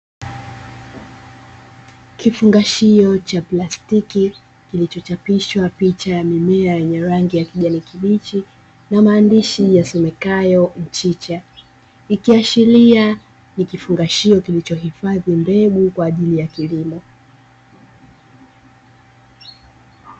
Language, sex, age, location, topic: Swahili, female, 18-24, Dar es Salaam, agriculture